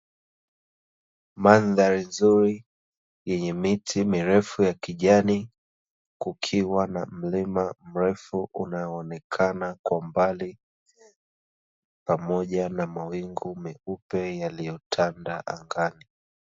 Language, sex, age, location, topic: Swahili, male, 25-35, Dar es Salaam, agriculture